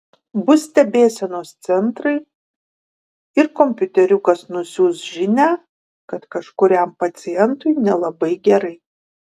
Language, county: Lithuanian, Kaunas